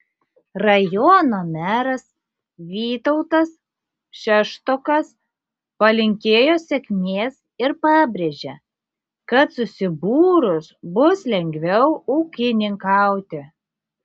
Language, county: Lithuanian, Šiauliai